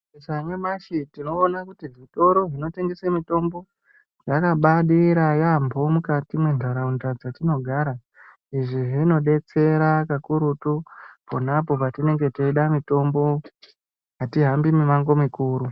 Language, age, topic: Ndau, 25-35, health